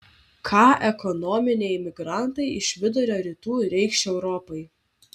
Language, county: Lithuanian, Vilnius